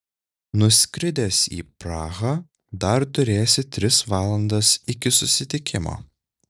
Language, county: Lithuanian, Šiauliai